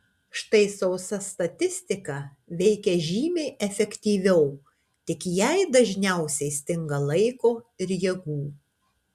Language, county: Lithuanian, Kaunas